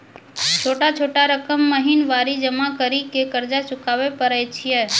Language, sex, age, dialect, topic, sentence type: Maithili, female, 25-30, Angika, banking, question